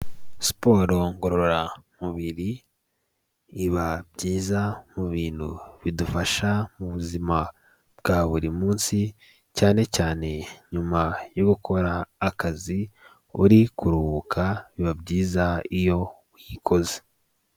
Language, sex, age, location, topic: Kinyarwanda, male, 18-24, Kigali, health